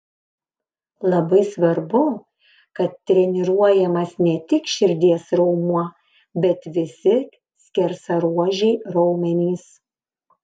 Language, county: Lithuanian, Panevėžys